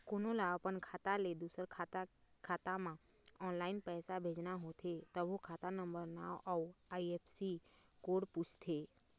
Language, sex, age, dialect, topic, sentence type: Chhattisgarhi, female, 18-24, Eastern, banking, statement